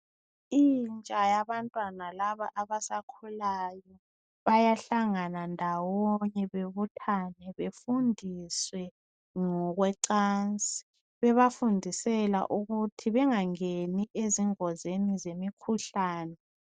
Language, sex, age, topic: North Ndebele, female, 25-35, health